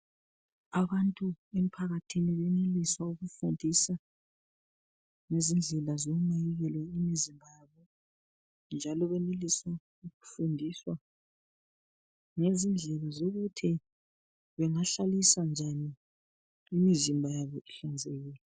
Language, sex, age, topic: North Ndebele, male, 36-49, health